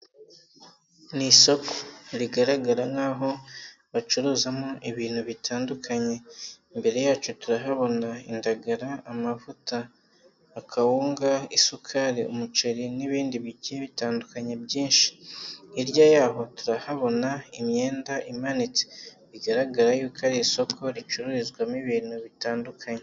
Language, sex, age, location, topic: Kinyarwanda, male, 18-24, Nyagatare, finance